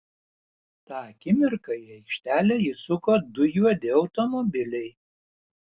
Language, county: Lithuanian, Panevėžys